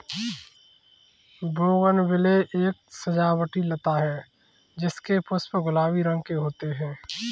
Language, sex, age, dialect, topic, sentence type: Hindi, male, 25-30, Kanauji Braj Bhasha, agriculture, statement